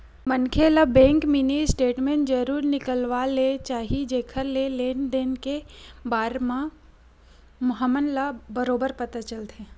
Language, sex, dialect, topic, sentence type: Chhattisgarhi, female, Western/Budati/Khatahi, banking, statement